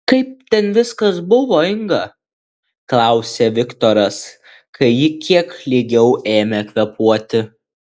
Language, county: Lithuanian, Alytus